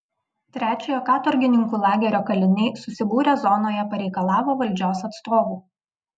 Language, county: Lithuanian, Vilnius